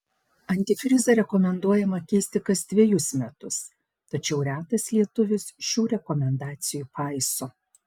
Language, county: Lithuanian, Panevėžys